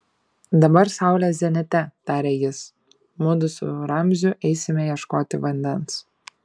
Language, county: Lithuanian, Šiauliai